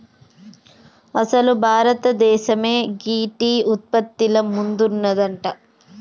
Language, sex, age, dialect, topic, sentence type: Telugu, female, 31-35, Telangana, agriculture, statement